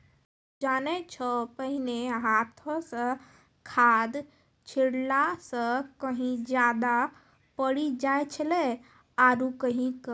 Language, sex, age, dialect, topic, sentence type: Maithili, female, 18-24, Angika, agriculture, statement